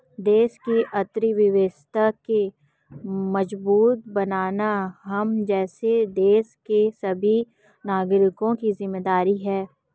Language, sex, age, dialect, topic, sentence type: Hindi, female, 25-30, Marwari Dhudhari, banking, statement